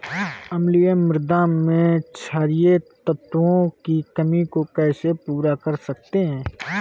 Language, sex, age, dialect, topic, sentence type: Hindi, male, 18-24, Awadhi Bundeli, agriculture, question